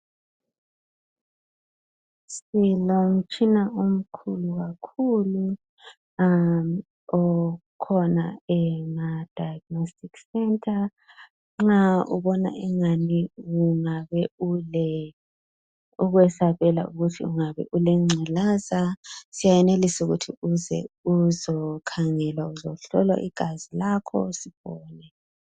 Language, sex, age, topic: North Ndebele, female, 25-35, health